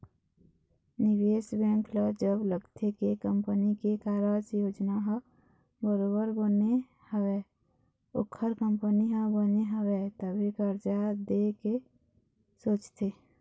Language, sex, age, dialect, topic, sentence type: Chhattisgarhi, female, 31-35, Eastern, banking, statement